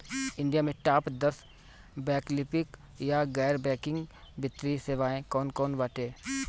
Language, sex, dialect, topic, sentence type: Bhojpuri, male, Northern, banking, question